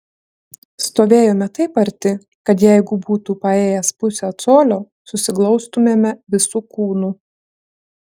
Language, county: Lithuanian, Klaipėda